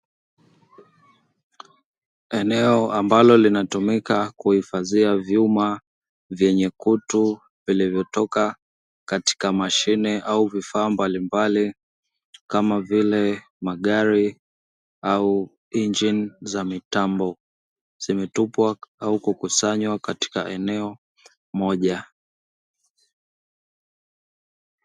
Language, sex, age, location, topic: Swahili, female, 25-35, Dar es Salaam, government